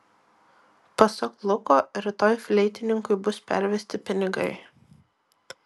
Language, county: Lithuanian, Vilnius